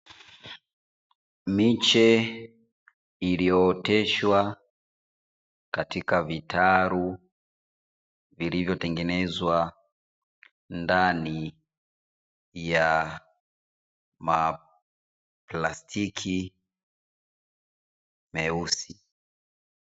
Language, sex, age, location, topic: Swahili, female, 25-35, Dar es Salaam, agriculture